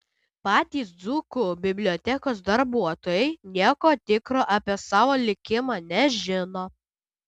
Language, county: Lithuanian, Utena